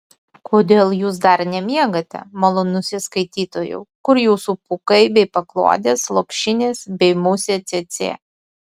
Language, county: Lithuanian, Utena